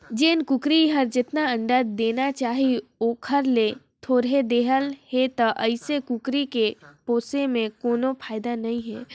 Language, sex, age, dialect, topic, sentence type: Chhattisgarhi, male, 56-60, Northern/Bhandar, agriculture, statement